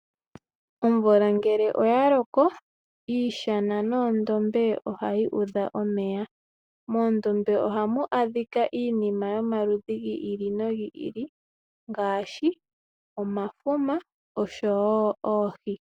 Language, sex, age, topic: Oshiwambo, female, 18-24, agriculture